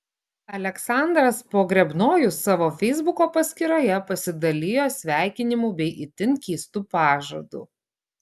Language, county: Lithuanian, Klaipėda